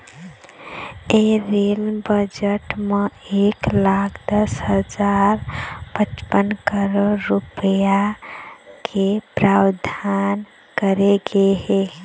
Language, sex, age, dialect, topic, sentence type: Chhattisgarhi, female, 18-24, Eastern, banking, statement